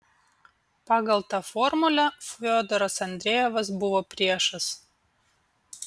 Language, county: Lithuanian, Vilnius